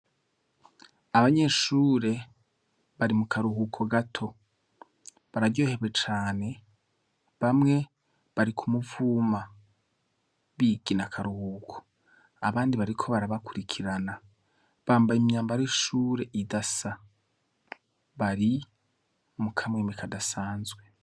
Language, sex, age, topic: Rundi, male, 25-35, education